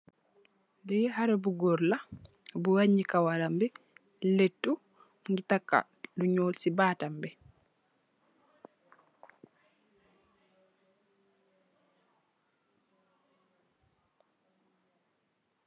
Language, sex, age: Wolof, female, 18-24